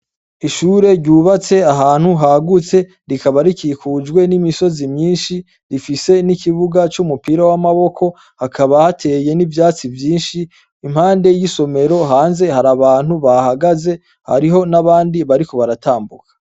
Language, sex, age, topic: Rundi, male, 25-35, education